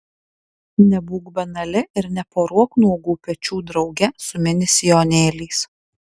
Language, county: Lithuanian, Alytus